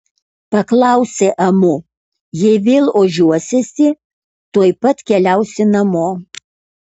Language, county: Lithuanian, Kaunas